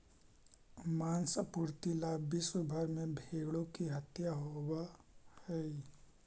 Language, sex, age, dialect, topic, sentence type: Magahi, male, 18-24, Central/Standard, agriculture, statement